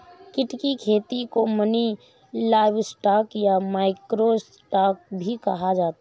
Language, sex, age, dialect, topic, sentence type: Hindi, female, 31-35, Awadhi Bundeli, agriculture, statement